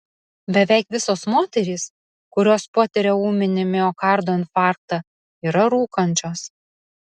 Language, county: Lithuanian, Vilnius